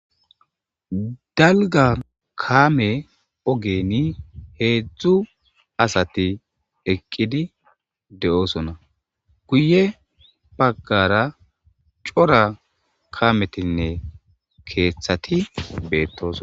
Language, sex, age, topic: Gamo, male, 25-35, government